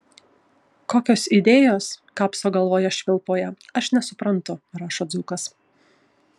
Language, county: Lithuanian, Kaunas